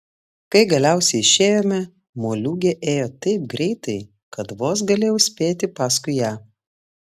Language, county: Lithuanian, Klaipėda